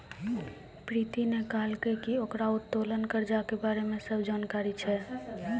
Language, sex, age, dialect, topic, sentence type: Maithili, female, 18-24, Angika, banking, statement